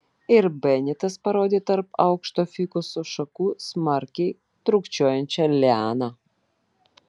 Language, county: Lithuanian, Vilnius